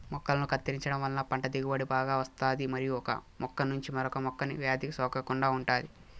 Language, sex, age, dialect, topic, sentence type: Telugu, male, 18-24, Southern, agriculture, statement